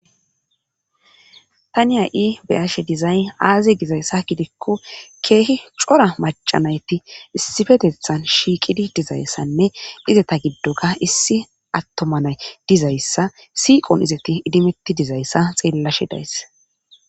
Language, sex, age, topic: Gamo, female, 25-35, government